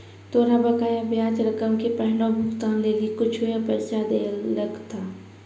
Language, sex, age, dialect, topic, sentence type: Maithili, female, 46-50, Angika, banking, statement